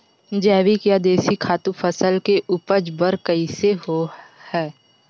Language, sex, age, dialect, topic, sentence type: Chhattisgarhi, female, 51-55, Western/Budati/Khatahi, agriculture, question